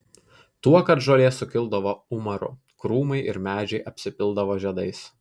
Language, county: Lithuanian, Kaunas